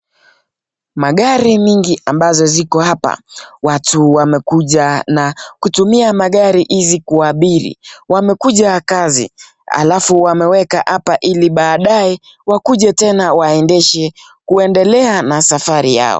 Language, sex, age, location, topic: Swahili, male, 25-35, Nakuru, finance